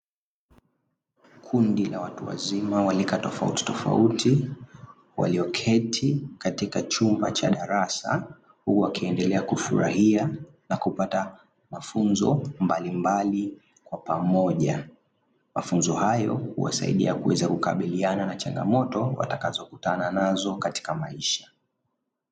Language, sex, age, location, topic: Swahili, male, 25-35, Dar es Salaam, education